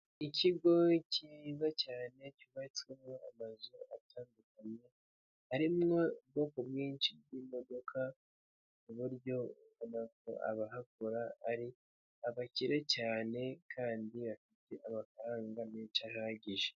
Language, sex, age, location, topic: Kinyarwanda, male, 50+, Kigali, government